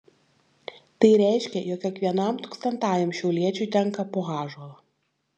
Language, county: Lithuanian, Šiauliai